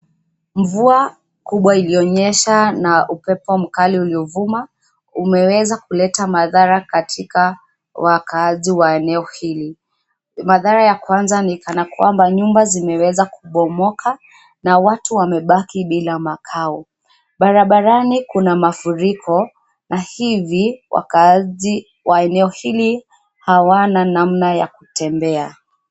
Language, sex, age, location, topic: Swahili, female, 25-35, Nairobi, government